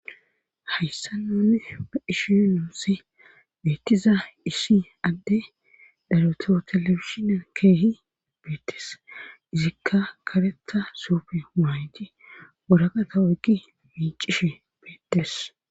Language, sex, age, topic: Gamo, female, 36-49, government